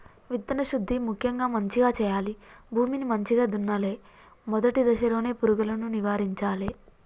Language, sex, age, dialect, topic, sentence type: Telugu, female, 25-30, Telangana, agriculture, statement